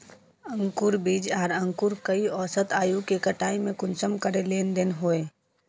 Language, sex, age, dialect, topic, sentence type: Magahi, female, 18-24, Northeastern/Surjapuri, agriculture, question